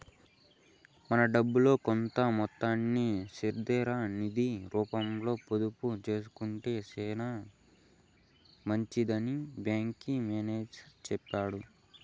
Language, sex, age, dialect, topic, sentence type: Telugu, male, 18-24, Southern, banking, statement